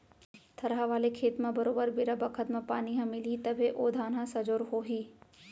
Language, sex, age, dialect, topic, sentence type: Chhattisgarhi, female, 25-30, Central, agriculture, statement